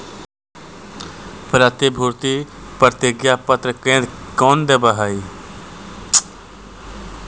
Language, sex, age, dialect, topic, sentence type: Magahi, male, 25-30, Central/Standard, banking, statement